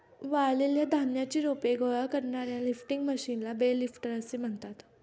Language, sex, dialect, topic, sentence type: Marathi, female, Standard Marathi, agriculture, statement